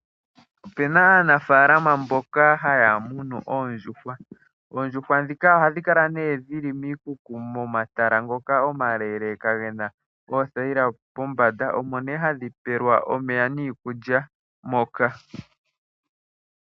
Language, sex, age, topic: Oshiwambo, male, 18-24, agriculture